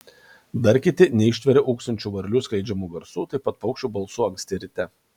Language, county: Lithuanian, Kaunas